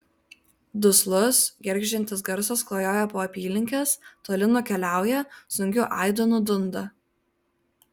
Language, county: Lithuanian, Vilnius